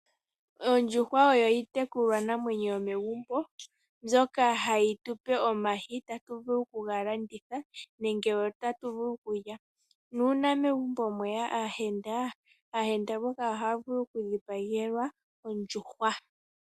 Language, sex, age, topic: Oshiwambo, female, 18-24, agriculture